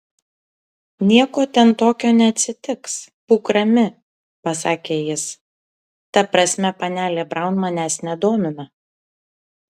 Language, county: Lithuanian, Kaunas